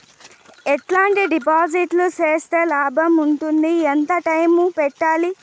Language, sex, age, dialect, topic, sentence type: Telugu, female, 18-24, Southern, banking, question